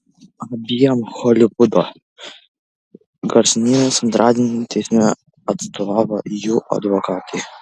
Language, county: Lithuanian, Kaunas